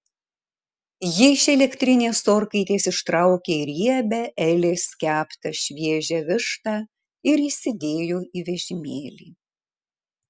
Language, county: Lithuanian, Marijampolė